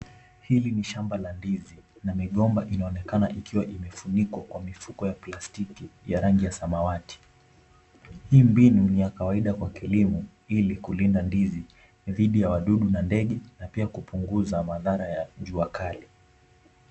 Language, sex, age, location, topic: Swahili, male, 18-24, Kisumu, agriculture